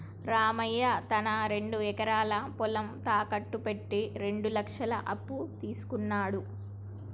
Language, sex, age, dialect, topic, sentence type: Telugu, female, 18-24, Telangana, banking, statement